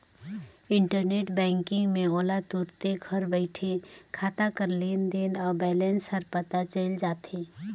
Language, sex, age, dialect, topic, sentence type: Chhattisgarhi, female, 31-35, Northern/Bhandar, banking, statement